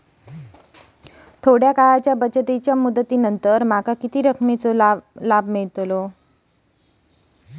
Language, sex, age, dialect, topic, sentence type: Marathi, female, 25-30, Standard Marathi, banking, question